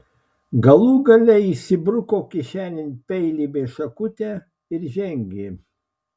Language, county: Lithuanian, Klaipėda